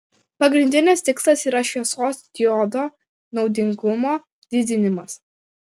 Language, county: Lithuanian, Klaipėda